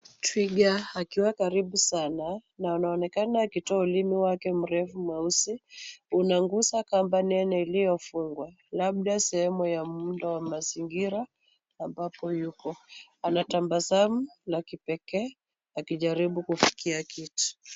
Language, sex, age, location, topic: Swahili, female, 25-35, Nairobi, government